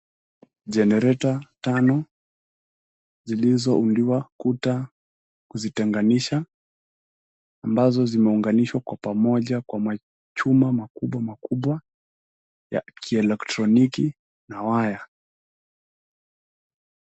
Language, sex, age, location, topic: Swahili, male, 18-24, Nairobi, government